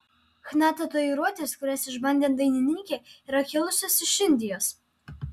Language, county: Lithuanian, Alytus